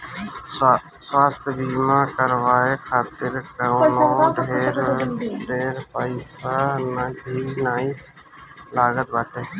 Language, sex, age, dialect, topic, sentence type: Bhojpuri, male, 25-30, Northern, banking, statement